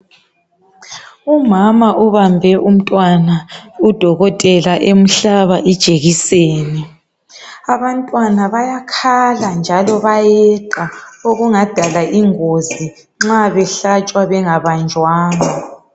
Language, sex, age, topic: North Ndebele, male, 36-49, health